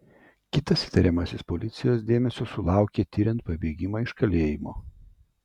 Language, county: Lithuanian, Vilnius